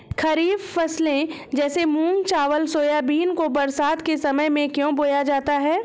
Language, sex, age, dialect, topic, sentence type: Hindi, female, 25-30, Awadhi Bundeli, agriculture, question